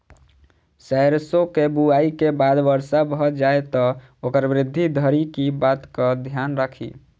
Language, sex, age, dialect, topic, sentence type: Maithili, male, 18-24, Southern/Standard, agriculture, question